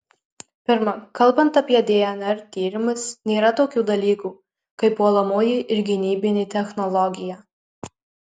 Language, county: Lithuanian, Marijampolė